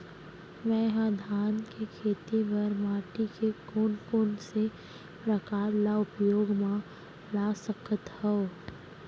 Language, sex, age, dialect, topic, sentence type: Chhattisgarhi, female, 18-24, Central, agriculture, question